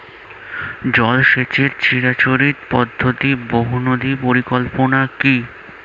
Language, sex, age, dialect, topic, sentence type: Bengali, male, <18, Standard Colloquial, agriculture, question